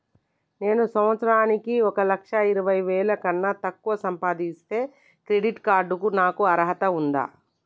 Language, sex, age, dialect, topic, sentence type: Telugu, male, 31-35, Telangana, banking, question